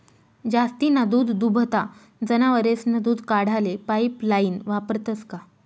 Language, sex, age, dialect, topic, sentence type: Marathi, female, 25-30, Northern Konkan, agriculture, statement